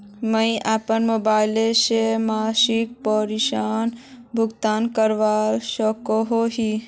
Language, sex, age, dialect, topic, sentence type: Magahi, female, 41-45, Northeastern/Surjapuri, banking, question